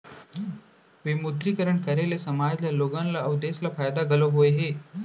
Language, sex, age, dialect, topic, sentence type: Chhattisgarhi, male, 25-30, Central, banking, statement